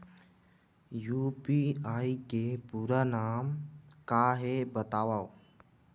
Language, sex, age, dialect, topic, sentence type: Chhattisgarhi, male, 18-24, Western/Budati/Khatahi, banking, question